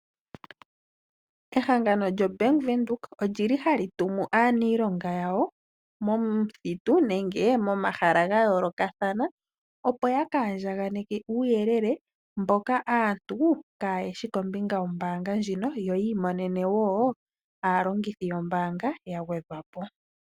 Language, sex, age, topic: Oshiwambo, female, 36-49, finance